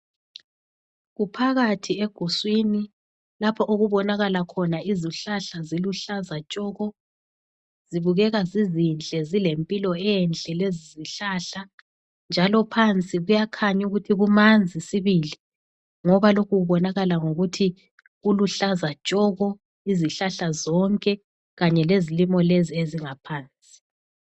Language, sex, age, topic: North Ndebele, female, 36-49, health